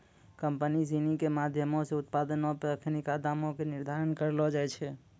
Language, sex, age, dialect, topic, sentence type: Maithili, male, 25-30, Angika, banking, statement